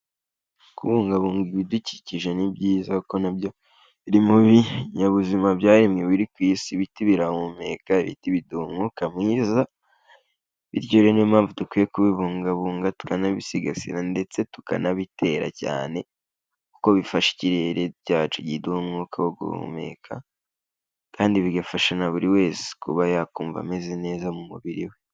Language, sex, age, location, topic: Kinyarwanda, male, 18-24, Kigali, agriculture